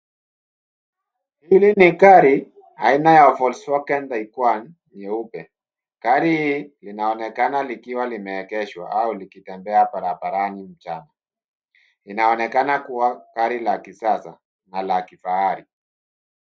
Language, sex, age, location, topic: Swahili, male, 36-49, Nairobi, finance